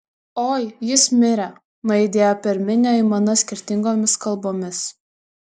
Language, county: Lithuanian, Vilnius